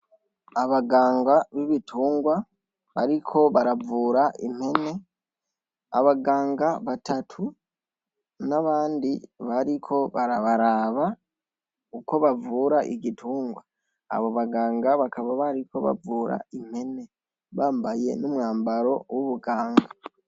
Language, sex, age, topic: Rundi, female, 18-24, agriculture